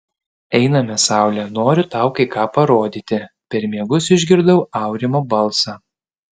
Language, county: Lithuanian, Panevėžys